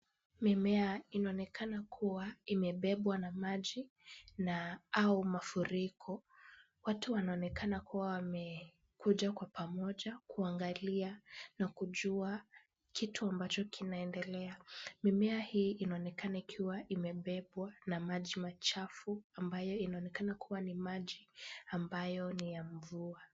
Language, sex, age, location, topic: Swahili, female, 18-24, Kisumu, health